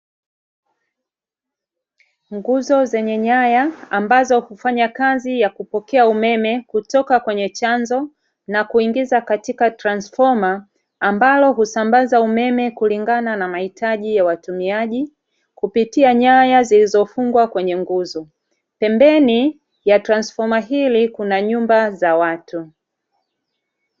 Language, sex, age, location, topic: Swahili, female, 36-49, Dar es Salaam, government